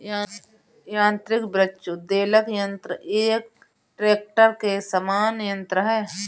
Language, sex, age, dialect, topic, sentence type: Hindi, female, 31-35, Marwari Dhudhari, agriculture, statement